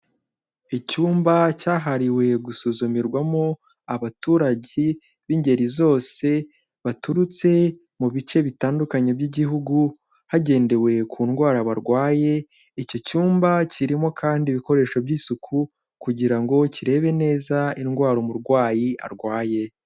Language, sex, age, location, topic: Kinyarwanda, male, 18-24, Kigali, health